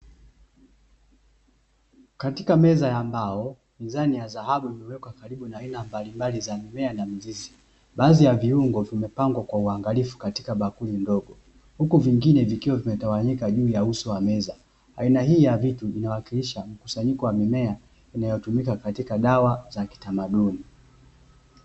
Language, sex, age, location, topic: Swahili, male, 25-35, Dar es Salaam, health